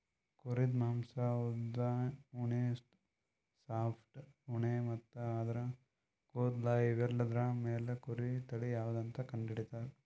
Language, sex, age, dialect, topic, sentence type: Kannada, male, 18-24, Northeastern, agriculture, statement